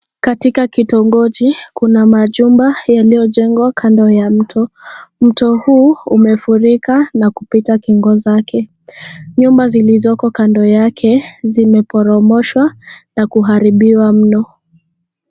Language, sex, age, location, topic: Swahili, female, 25-35, Kisii, health